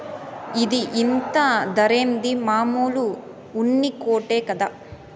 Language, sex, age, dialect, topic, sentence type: Telugu, female, 18-24, Southern, agriculture, statement